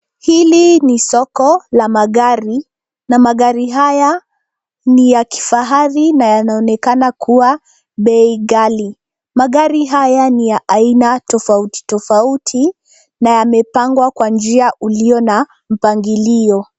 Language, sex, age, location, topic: Swahili, female, 25-35, Nairobi, finance